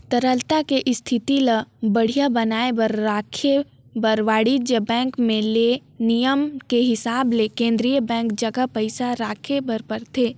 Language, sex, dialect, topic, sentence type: Chhattisgarhi, female, Northern/Bhandar, banking, statement